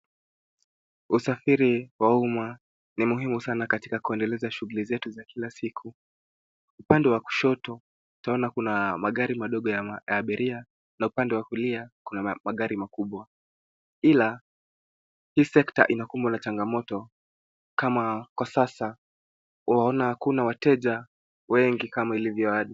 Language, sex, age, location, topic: Swahili, male, 18-24, Nairobi, government